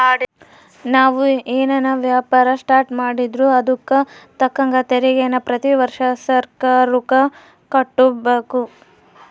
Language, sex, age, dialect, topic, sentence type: Kannada, female, 18-24, Central, banking, statement